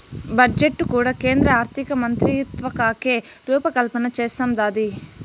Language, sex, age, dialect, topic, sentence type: Telugu, male, 18-24, Southern, banking, statement